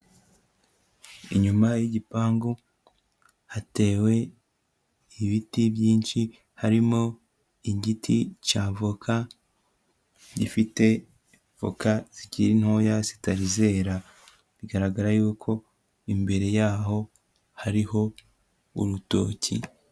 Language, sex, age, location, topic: Kinyarwanda, male, 18-24, Kigali, agriculture